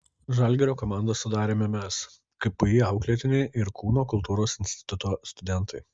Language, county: Lithuanian, Kaunas